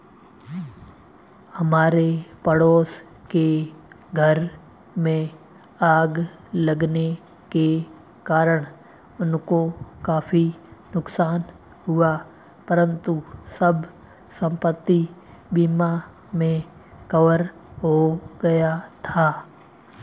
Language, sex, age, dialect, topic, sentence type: Hindi, male, 18-24, Marwari Dhudhari, banking, statement